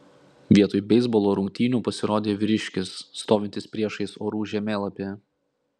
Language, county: Lithuanian, Klaipėda